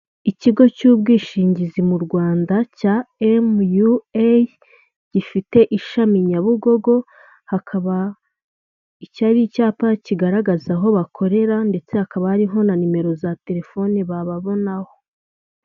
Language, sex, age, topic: Kinyarwanda, female, 25-35, finance